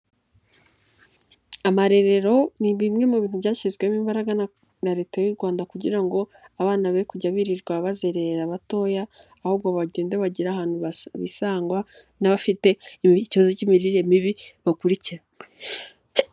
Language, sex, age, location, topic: Kinyarwanda, female, 18-24, Nyagatare, education